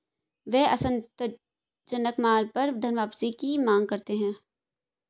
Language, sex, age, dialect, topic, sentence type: Hindi, female, 18-24, Hindustani Malvi Khadi Boli, banking, statement